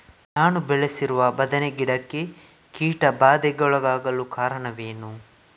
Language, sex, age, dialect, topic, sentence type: Kannada, male, 18-24, Coastal/Dakshin, agriculture, question